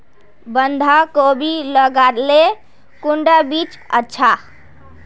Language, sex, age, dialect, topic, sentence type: Magahi, female, 18-24, Northeastern/Surjapuri, agriculture, question